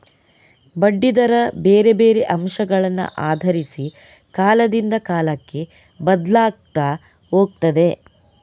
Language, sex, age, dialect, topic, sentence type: Kannada, female, 18-24, Coastal/Dakshin, banking, statement